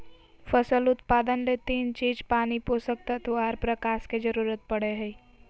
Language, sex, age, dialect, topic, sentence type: Magahi, female, 18-24, Southern, agriculture, statement